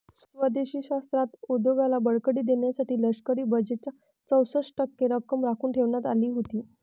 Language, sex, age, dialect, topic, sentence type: Marathi, female, 25-30, Varhadi, banking, statement